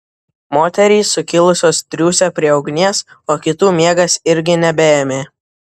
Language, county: Lithuanian, Vilnius